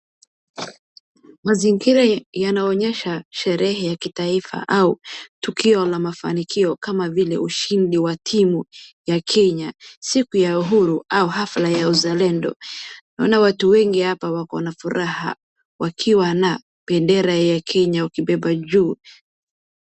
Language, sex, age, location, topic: Swahili, female, 18-24, Wajir, government